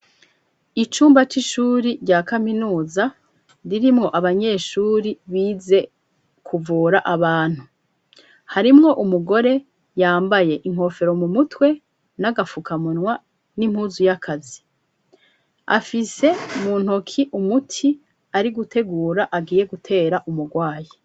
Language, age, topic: Rundi, 36-49, education